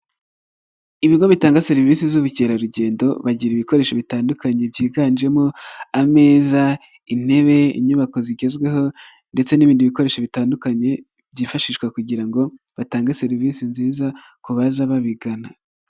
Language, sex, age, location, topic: Kinyarwanda, male, 25-35, Nyagatare, finance